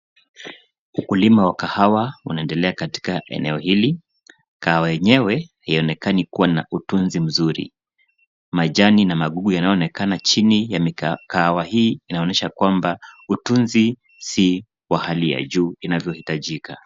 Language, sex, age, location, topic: Swahili, male, 25-35, Nairobi, government